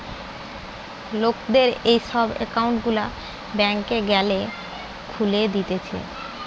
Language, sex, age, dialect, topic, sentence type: Bengali, male, 25-30, Western, banking, statement